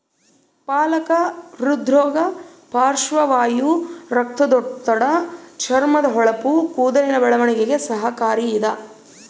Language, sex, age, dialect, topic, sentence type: Kannada, female, 31-35, Central, agriculture, statement